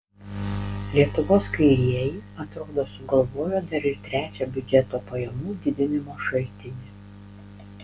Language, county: Lithuanian, Panevėžys